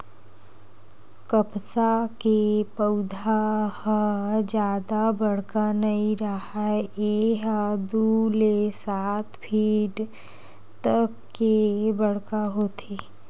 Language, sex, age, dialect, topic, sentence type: Chhattisgarhi, female, 18-24, Western/Budati/Khatahi, agriculture, statement